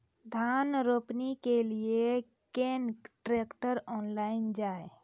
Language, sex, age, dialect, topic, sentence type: Maithili, female, 25-30, Angika, agriculture, question